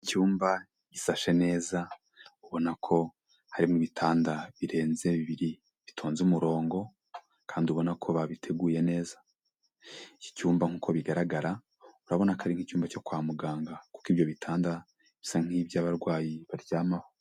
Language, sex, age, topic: Kinyarwanda, male, 25-35, health